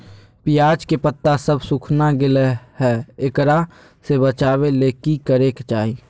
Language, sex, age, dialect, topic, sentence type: Magahi, male, 18-24, Southern, agriculture, question